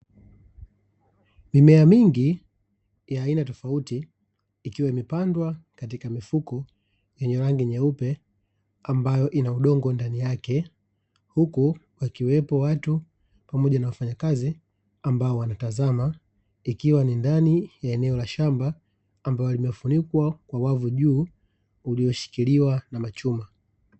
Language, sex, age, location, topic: Swahili, male, 36-49, Dar es Salaam, agriculture